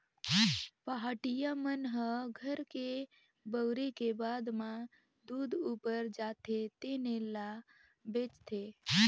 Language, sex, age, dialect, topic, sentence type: Chhattisgarhi, female, 51-55, Northern/Bhandar, agriculture, statement